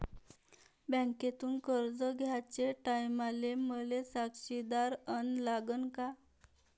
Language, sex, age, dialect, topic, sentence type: Marathi, female, 31-35, Varhadi, banking, question